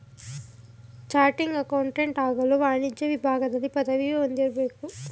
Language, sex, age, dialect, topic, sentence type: Kannada, female, 18-24, Mysore Kannada, banking, statement